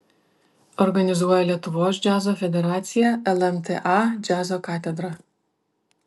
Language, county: Lithuanian, Vilnius